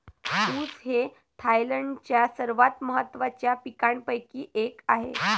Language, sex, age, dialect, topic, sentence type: Marathi, female, 18-24, Varhadi, agriculture, statement